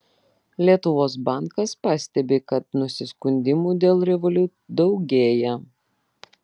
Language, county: Lithuanian, Vilnius